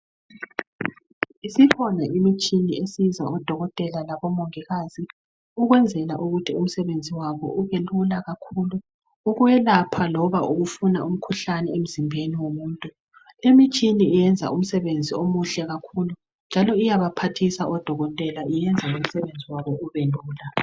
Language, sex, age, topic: North Ndebele, female, 36-49, health